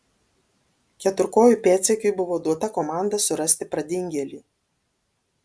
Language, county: Lithuanian, Alytus